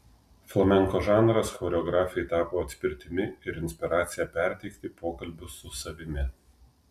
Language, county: Lithuanian, Telšiai